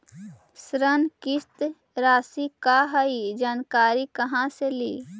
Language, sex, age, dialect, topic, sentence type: Magahi, female, 18-24, Central/Standard, banking, question